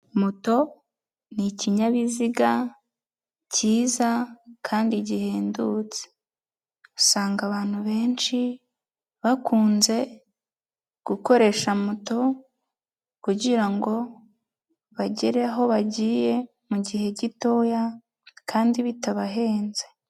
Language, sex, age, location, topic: Kinyarwanda, female, 18-24, Nyagatare, finance